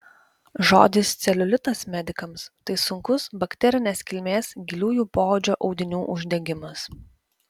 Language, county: Lithuanian, Vilnius